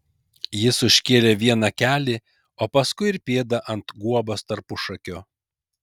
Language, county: Lithuanian, Kaunas